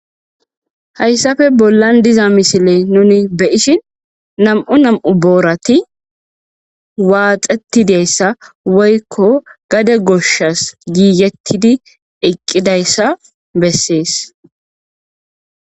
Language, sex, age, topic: Gamo, female, 25-35, agriculture